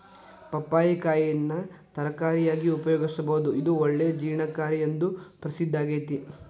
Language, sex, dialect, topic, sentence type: Kannada, male, Dharwad Kannada, agriculture, statement